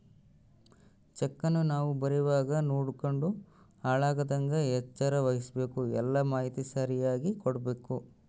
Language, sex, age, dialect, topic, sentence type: Kannada, male, 18-24, Central, banking, statement